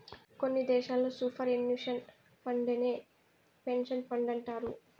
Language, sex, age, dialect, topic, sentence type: Telugu, female, 18-24, Southern, banking, statement